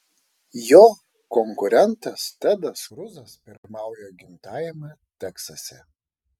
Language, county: Lithuanian, Šiauliai